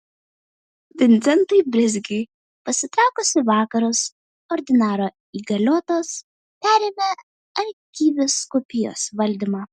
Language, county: Lithuanian, Vilnius